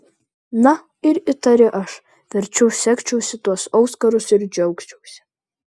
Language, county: Lithuanian, Vilnius